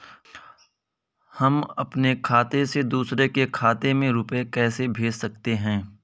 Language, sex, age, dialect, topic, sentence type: Hindi, male, 18-24, Kanauji Braj Bhasha, banking, question